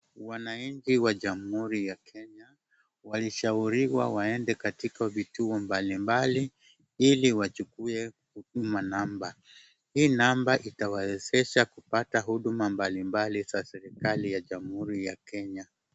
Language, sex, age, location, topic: Swahili, male, 36-49, Wajir, government